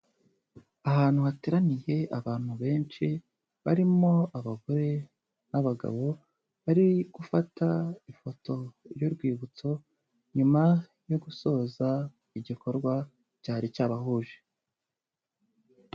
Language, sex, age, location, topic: Kinyarwanda, male, 25-35, Kigali, health